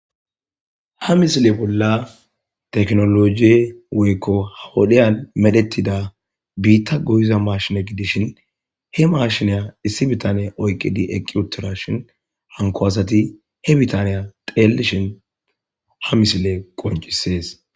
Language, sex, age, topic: Gamo, male, 25-35, agriculture